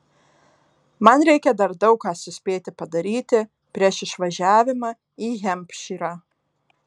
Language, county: Lithuanian, Alytus